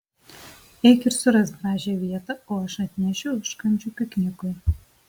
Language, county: Lithuanian, Alytus